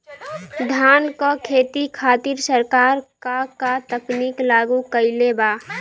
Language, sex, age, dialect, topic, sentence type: Bhojpuri, female, <18, Western, agriculture, question